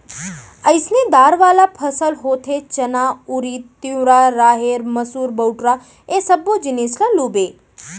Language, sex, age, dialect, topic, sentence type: Chhattisgarhi, female, 25-30, Central, agriculture, statement